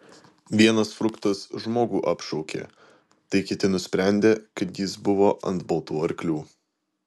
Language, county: Lithuanian, Vilnius